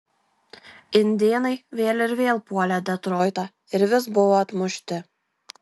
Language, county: Lithuanian, Kaunas